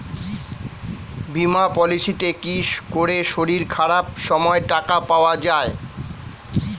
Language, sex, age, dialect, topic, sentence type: Bengali, male, 46-50, Standard Colloquial, banking, question